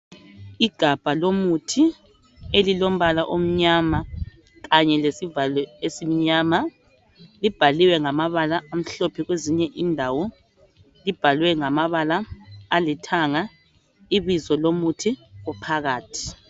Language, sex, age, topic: North Ndebele, male, 25-35, health